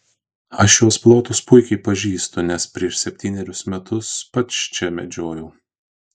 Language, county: Lithuanian, Kaunas